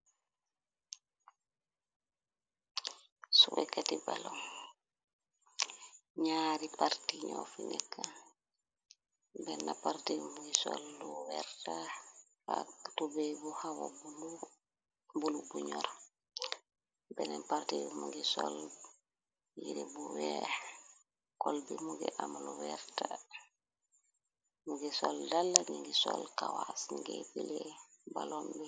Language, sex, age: Wolof, female, 25-35